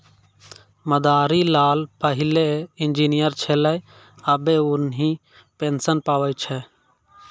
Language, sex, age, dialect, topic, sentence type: Maithili, male, 56-60, Angika, banking, statement